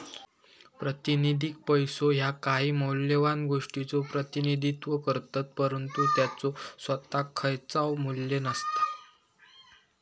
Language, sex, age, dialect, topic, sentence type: Marathi, male, 18-24, Southern Konkan, banking, statement